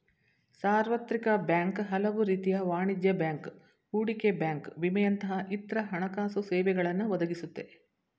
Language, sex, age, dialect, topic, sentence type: Kannada, female, 56-60, Mysore Kannada, banking, statement